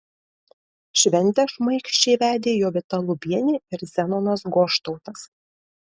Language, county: Lithuanian, Kaunas